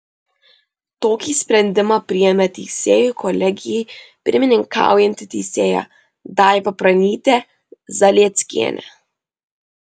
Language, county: Lithuanian, Vilnius